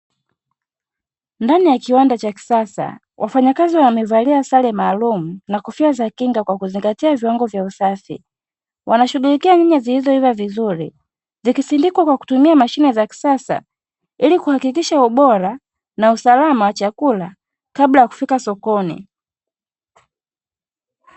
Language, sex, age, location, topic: Swahili, female, 25-35, Dar es Salaam, agriculture